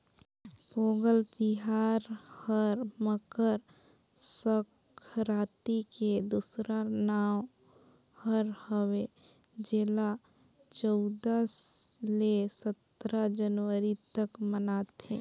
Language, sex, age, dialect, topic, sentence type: Chhattisgarhi, female, 18-24, Northern/Bhandar, agriculture, statement